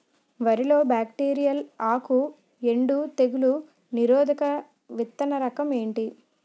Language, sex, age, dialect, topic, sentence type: Telugu, female, 25-30, Utterandhra, agriculture, question